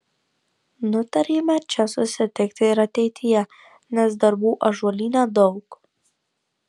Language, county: Lithuanian, Marijampolė